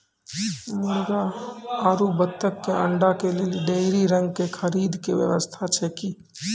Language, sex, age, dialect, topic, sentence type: Maithili, male, 18-24, Angika, agriculture, question